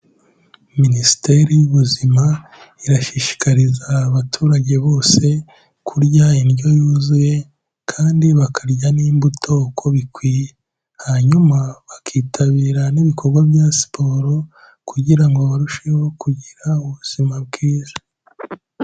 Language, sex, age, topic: Kinyarwanda, male, 18-24, health